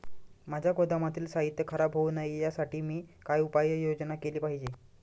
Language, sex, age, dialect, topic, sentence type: Marathi, male, 25-30, Standard Marathi, agriculture, question